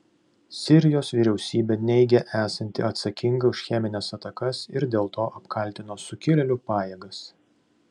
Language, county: Lithuanian, Vilnius